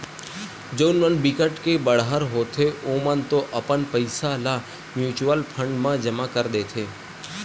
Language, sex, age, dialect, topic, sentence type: Chhattisgarhi, male, 18-24, Western/Budati/Khatahi, banking, statement